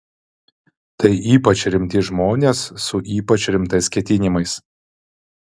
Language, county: Lithuanian, Vilnius